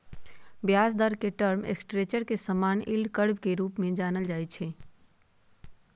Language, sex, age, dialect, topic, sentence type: Magahi, female, 60-100, Western, banking, statement